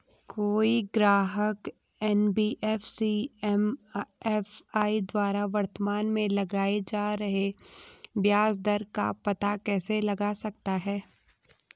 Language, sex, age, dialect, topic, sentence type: Hindi, female, 18-24, Garhwali, banking, question